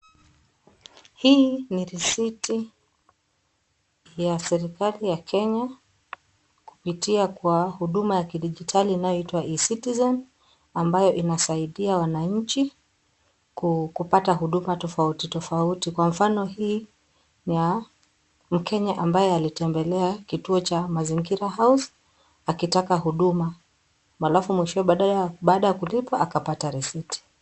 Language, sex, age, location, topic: Swahili, female, 25-35, Kisii, finance